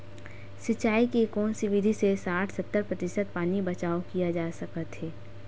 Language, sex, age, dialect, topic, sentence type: Chhattisgarhi, female, 56-60, Western/Budati/Khatahi, agriculture, question